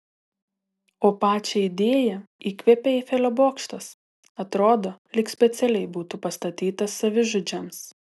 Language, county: Lithuanian, Telšiai